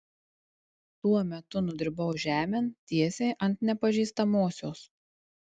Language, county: Lithuanian, Tauragė